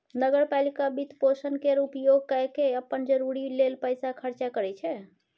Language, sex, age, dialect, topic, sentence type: Maithili, female, 25-30, Bajjika, banking, statement